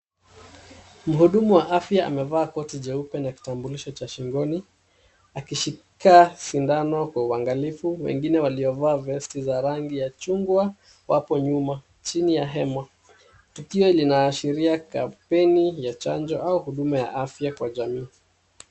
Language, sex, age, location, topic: Swahili, male, 36-49, Kisumu, health